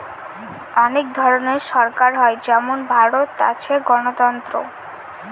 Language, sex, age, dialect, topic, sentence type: Bengali, female, 18-24, Northern/Varendri, banking, statement